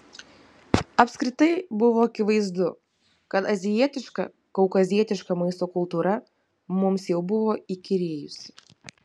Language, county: Lithuanian, Vilnius